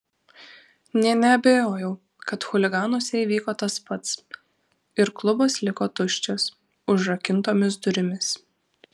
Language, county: Lithuanian, Vilnius